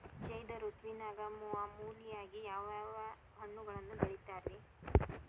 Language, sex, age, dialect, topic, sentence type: Kannada, female, 18-24, Dharwad Kannada, agriculture, question